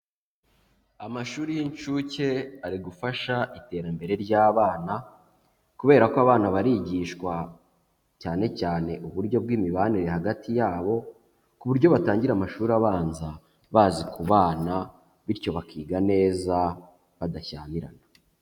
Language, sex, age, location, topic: Kinyarwanda, male, 25-35, Huye, education